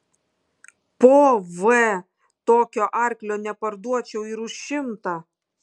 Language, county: Lithuanian, Kaunas